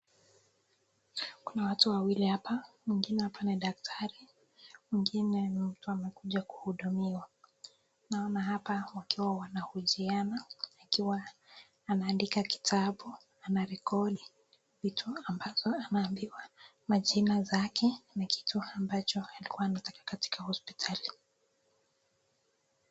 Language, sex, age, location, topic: Swahili, female, 18-24, Nakuru, health